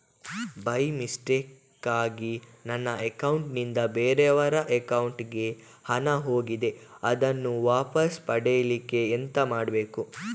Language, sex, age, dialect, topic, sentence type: Kannada, female, 18-24, Coastal/Dakshin, banking, question